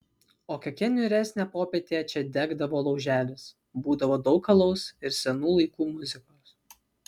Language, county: Lithuanian, Vilnius